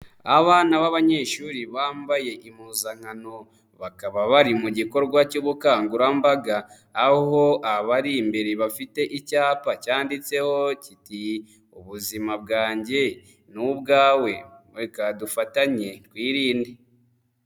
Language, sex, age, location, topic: Kinyarwanda, male, 25-35, Nyagatare, health